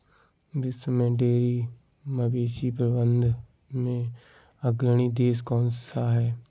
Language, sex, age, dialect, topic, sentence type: Hindi, male, 18-24, Awadhi Bundeli, agriculture, statement